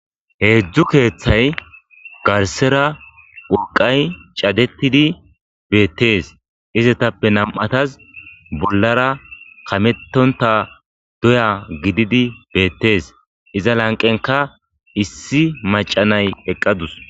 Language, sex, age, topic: Gamo, male, 25-35, agriculture